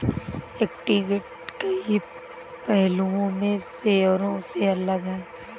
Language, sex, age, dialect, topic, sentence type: Hindi, female, 18-24, Awadhi Bundeli, banking, statement